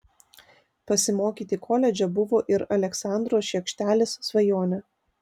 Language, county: Lithuanian, Vilnius